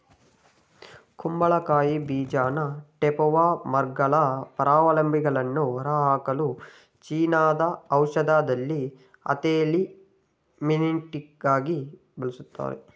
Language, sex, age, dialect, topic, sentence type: Kannada, male, 60-100, Mysore Kannada, agriculture, statement